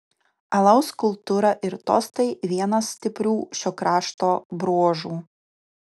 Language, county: Lithuanian, Utena